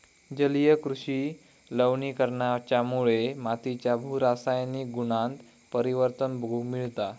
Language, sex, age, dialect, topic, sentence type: Marathi, male, 18-24, Southern Konkan, agriculture, statement